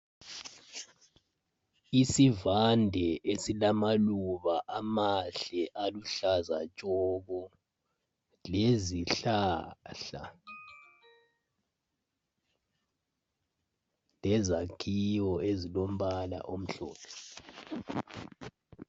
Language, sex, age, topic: North Ndebele, male, 25-35, health